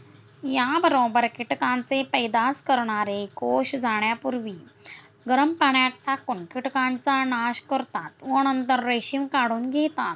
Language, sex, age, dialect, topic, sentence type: Marathi, female, 60-100, Standard Marathi, agriculture, statement